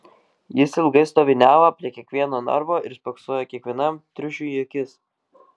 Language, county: Lithuanian, Kaunas